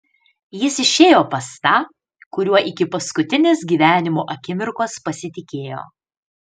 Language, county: Lithuanian, Panevėžys